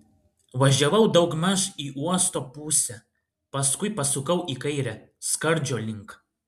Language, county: Lithuanian, Klaipėda